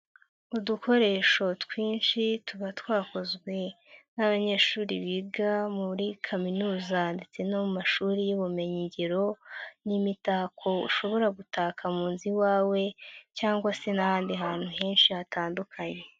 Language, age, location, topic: Kinyarwanda, 50+, Nyagatare, education